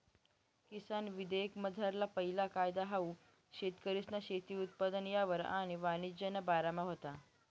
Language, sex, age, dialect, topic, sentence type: Marathi, female, 18-24, Northern Konkan, agriculture, statement